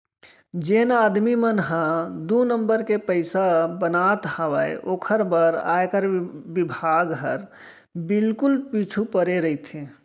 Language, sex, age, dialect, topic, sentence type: Chhattisgarhi, male, 36-40, Central, banking, statement